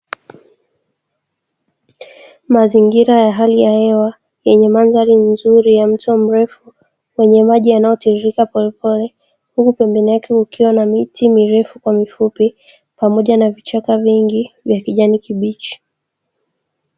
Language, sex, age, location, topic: Swahili, female, 18-24, Dar es Salaam, agriculture